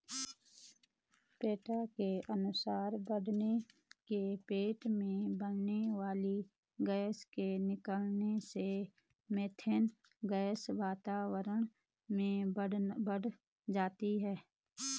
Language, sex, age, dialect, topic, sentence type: Hindi, female, 36-40, Garhwali, agriculture, statement